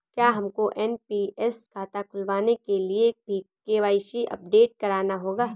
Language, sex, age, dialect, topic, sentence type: Hindi, male, 25-30, Awadhi Bundeli, banking, statement